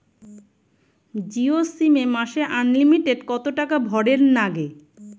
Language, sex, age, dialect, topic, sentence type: Bengali, male, 18-24, Rajbangshi, banking, question